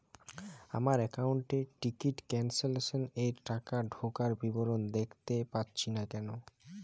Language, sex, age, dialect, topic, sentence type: Bengali, male, 18-24, Jharkhandi, banking, question